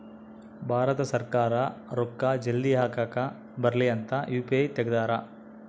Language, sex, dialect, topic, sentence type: Kannada, male, Central, banking, statement